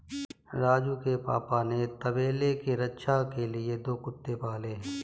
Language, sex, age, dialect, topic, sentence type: Hindi, female, 18-24, Kanauji Braj Bhasha, agriculture, statement